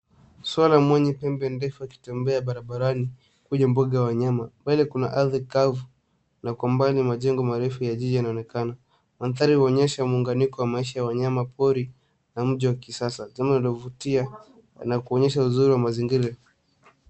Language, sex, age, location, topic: Swahili, male, 18-24, Nairobi, government